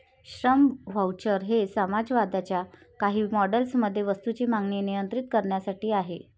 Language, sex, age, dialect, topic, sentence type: Marathi, female, 36-40, Varhadi, banking, statement